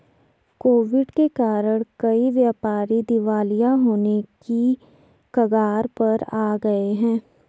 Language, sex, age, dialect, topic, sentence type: Hindi, female, 60-100, Garhwali, banking, statement